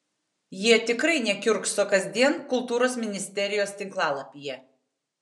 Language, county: Lithuanian, Tauragė